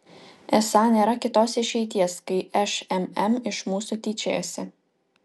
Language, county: Lithuanian, Utena